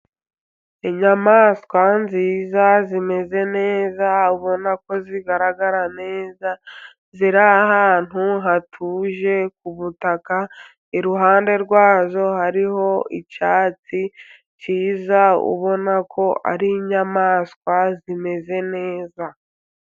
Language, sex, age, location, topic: Kinyarwanda, female, 50+, Musanze, agriculture